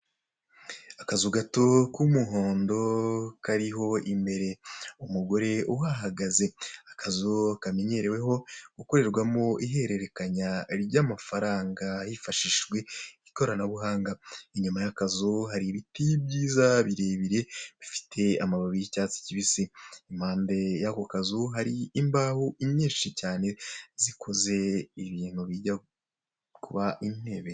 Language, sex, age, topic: Kinyarwanda, male, 25-35, finance